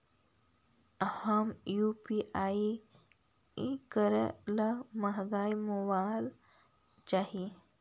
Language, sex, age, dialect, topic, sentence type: Magahi, female, 60-100, Central/Standard, banking, question